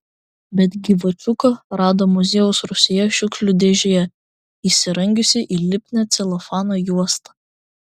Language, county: Lithuanian, Vilnius